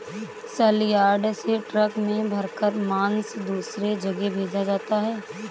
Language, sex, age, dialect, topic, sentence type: Hindi, female, 18-24, Awadhi Bundeli, agriculture, statement